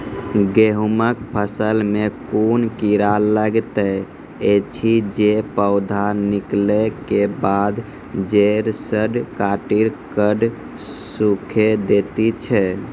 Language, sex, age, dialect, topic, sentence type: Maithili, male, 51-55, Angika, agriculture, question